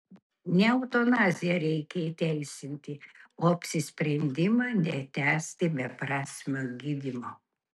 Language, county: Lithuanian, Kaunas